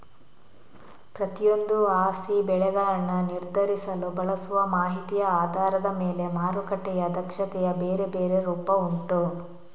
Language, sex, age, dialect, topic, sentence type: Kannada, female, 41-45, Coastal/Dakshin, banking, statement